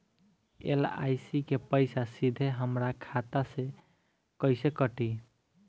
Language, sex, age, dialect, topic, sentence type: Bhojpuri, male, 25-30, Southern / Standard, banking, question